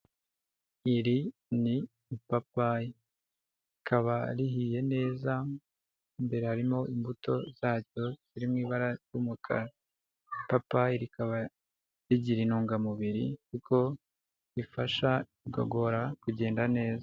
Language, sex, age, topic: Kinyarwanda, male, 25-35, health